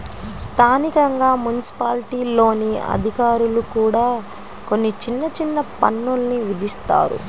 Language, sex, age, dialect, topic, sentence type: Telugu, female, 25-30, Central/Coastal, banking, statement